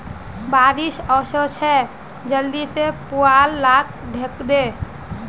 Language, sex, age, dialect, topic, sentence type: Magahi, female, 18-24, Northeastern/Surjapuri, agriculture, statement